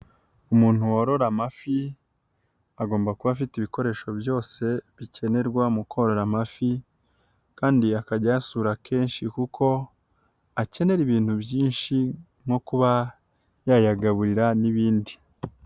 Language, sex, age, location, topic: Kinyarwanda, female, 18-24, Nyagatare, agriculture